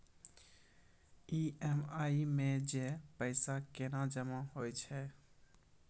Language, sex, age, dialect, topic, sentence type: Maithili, male, 25-30, Angika, banking, question